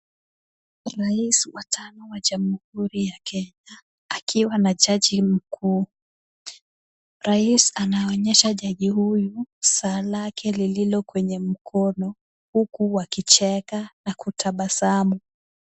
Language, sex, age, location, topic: Swahili, female, 18-24, Kisumu, government